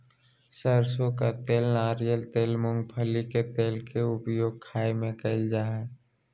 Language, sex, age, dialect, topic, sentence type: Magahi, male, 18-24, Southern, agriculture, statement